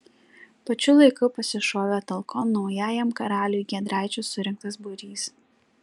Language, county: Lithuanian, Klaipėda